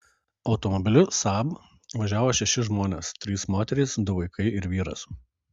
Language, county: Lithuanian, Kaunas